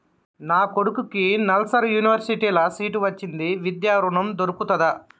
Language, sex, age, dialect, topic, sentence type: Telugu, male, 31-35, Telangana, banking, question